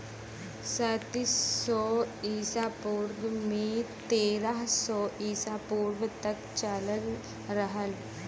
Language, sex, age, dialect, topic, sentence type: Bhojpuri, female, 25-30, Western, agriculture, statement